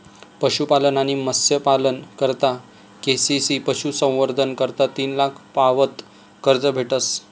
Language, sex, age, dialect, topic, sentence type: Marathi, male, 25-30, Northern Konkan, agriculture, statement